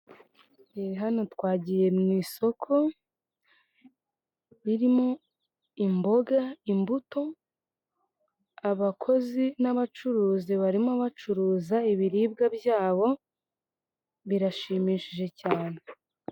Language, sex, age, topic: Kinyarwanda, female, 18-24, finance